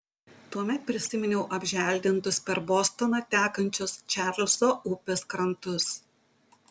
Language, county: Lithuanian, Utena